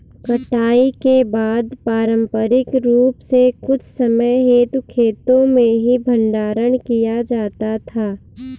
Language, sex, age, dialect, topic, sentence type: Hindi, female, 18-24, Kanauji Braj Bhasha, agriculture, statement